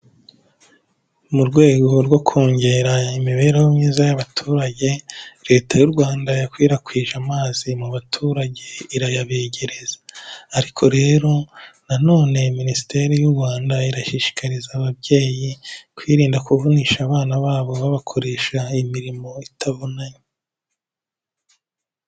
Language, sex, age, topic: Kinyarwanda, male, 18-24, health